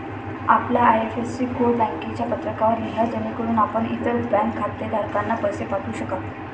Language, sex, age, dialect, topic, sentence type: Marathi, male, 18-24, Standard Marathi, banking, statement